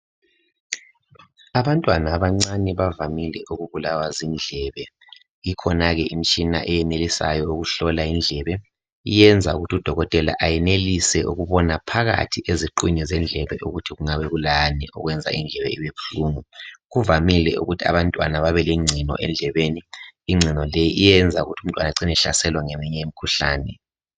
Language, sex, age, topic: North Ndebele, male, 36-49, health